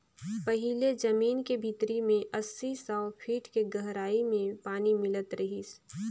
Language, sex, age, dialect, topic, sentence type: Chhattisgarhi, female, 25-30, Northern/Bhandar, agriculture, statement